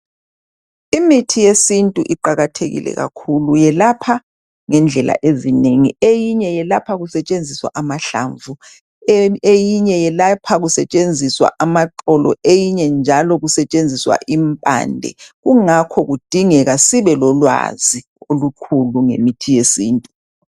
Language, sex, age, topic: North Ndebele, female, 50+, health